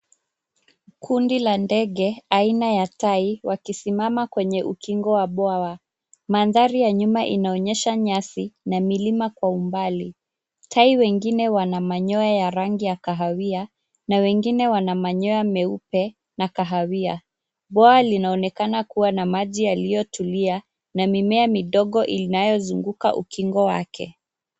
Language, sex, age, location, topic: Swahili, female, 25-35, Nairobi, government